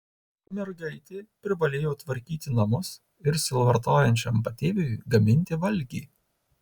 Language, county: Lithuanian, Tauragė